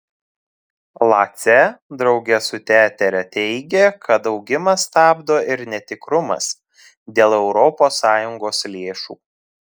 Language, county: Lithuanian, Telšiai